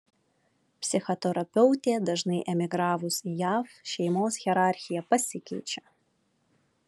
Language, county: Lithuanian, Vilnius